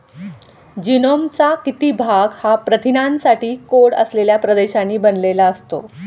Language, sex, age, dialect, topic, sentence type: Marathi, female, 46-50, Standard Marathi, agriculture, question